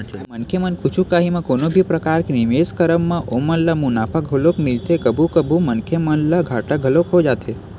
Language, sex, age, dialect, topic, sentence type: Chhattisgarhi, male, 18-24, Western/Budati/Khatahi, banking, statement